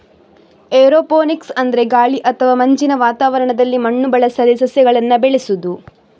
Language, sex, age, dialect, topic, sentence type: Kannada, female, 31-35, Coastal/Dakshin, agriculture, statement